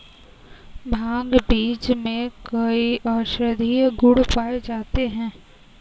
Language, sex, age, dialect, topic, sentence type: Hindi, female, 18-24, Kanauji Braj Bhasha, agriculture, statement